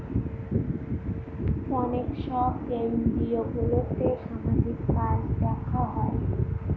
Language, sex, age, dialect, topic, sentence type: Bengali, female, 18-24, Northern/Varendri, banking, statement